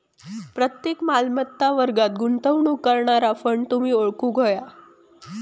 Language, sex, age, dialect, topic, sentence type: Marathi, female, 18-24, Southern Konkan, banking, statement